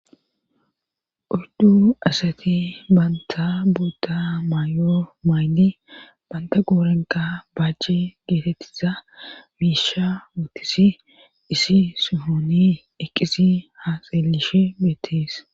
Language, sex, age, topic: Gamo, female, 36-49, government